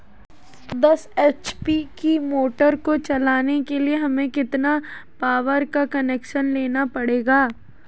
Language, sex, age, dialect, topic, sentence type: Hindi, female, 18-24, Marwari Dhudhari, agriculture, question